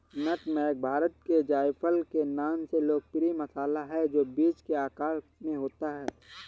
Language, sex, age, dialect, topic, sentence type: Hindi, male, 31-35, Awadhi Bundeli, agriculture, statement